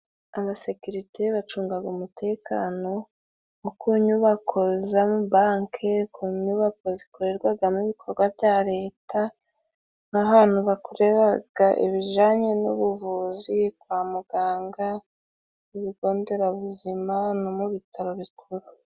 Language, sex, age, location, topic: Kinyarwanda, female, 25-35, Musanze, government